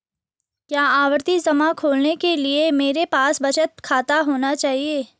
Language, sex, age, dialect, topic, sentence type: Hindi, female, 18-24, Marwari Dhudhari, banking, question